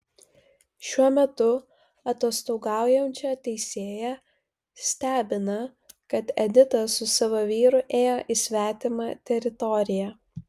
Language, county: Lithuanian, Vilnius